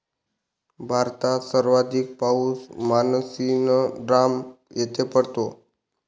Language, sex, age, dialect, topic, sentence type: Marathi, male, 18-24, Northern Konkan, agriculture, statement